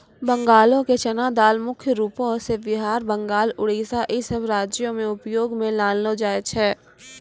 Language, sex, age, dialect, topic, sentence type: Maithili, female, 18-24, Angika, agriculture, statement